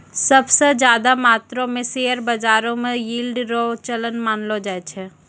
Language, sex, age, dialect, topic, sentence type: Maithili, female, 60-100, Angika, banking, statement